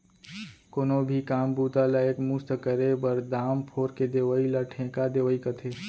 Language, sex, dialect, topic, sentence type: Chhattisgarhi, male, Central, agriculture, statement